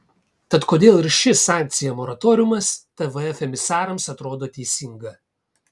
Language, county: Lithuanian, Kaunas